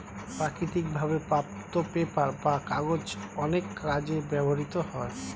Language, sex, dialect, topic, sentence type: Bengali, male, Standard Colloquial, agriculture, statement